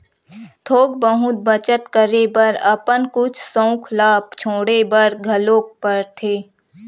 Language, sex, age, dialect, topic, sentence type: Chhattisgarhi, female, 18-24, Western/Budati/Khatahi, banking, statement